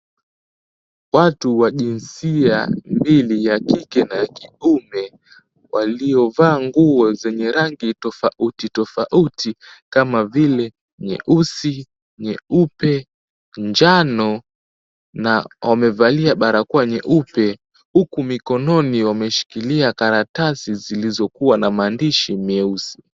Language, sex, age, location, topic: Swahili, male, 18-24, Mombasa, health